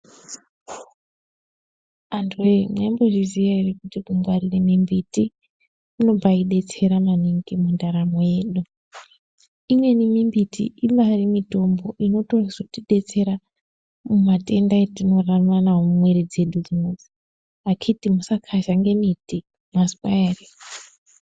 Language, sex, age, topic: Ndau, female, 25-35, health